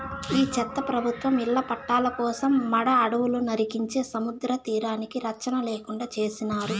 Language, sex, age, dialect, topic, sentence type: Telugu, female, 31-35, Southern, agriculture, statement